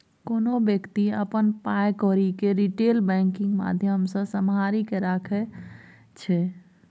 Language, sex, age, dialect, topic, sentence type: Maithili, female, 36-40, Bajjika, banking, statement